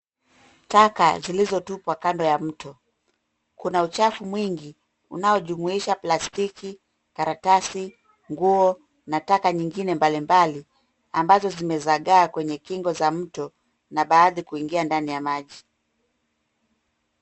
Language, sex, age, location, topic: Swahili, female, 36-49, Nairobi, government